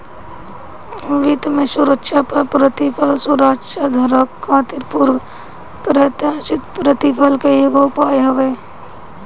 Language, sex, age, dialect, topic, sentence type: Bhojpuri, female, 18-24, Northern, banking, statement